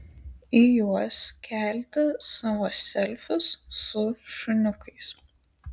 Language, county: Lithuanian, Alytus